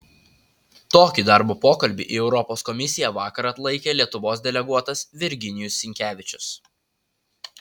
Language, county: Lithuanian, Utena